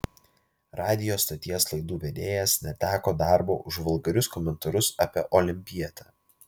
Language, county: Lithuanian, Vilnius